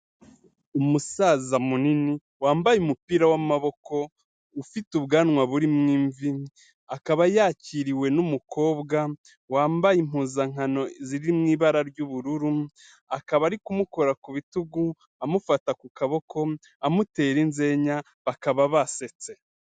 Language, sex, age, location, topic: Kinyarwanda, male, 36-49, Kigali, health